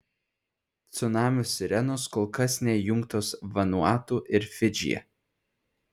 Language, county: Lithuanian, Šiauliai